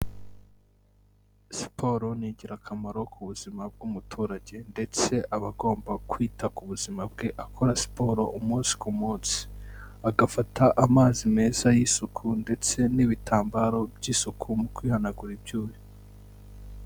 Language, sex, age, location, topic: Kinyarwanda, male, 25-35, Kigali, health